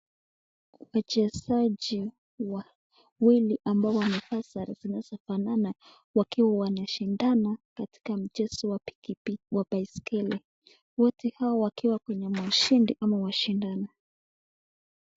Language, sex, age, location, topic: Swahili, male, 25-35, Nakuru, education